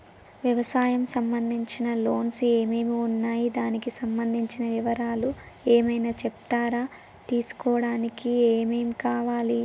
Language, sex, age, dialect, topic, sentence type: Telugu, female, 18-24, Telangana, banking, question